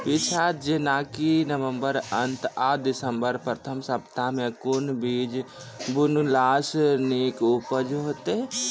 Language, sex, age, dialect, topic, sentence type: Maithili, male, 31-35, Angika, agriculture, question